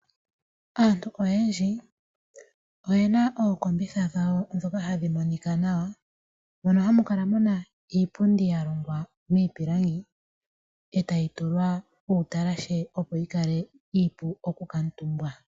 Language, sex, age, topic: Oshiwambo, female, 18-24, finance